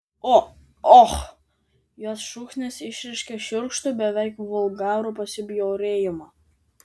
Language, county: Lithuanian, Vilnius